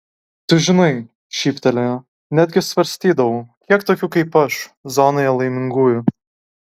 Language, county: Lithuanian, Kaunas